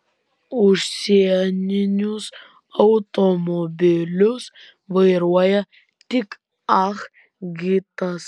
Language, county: Lithuanian, Vilnius